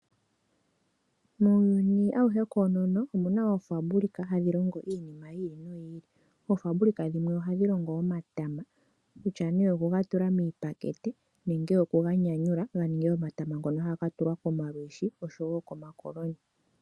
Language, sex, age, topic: Oshiwambo, female, 25-35, agriculture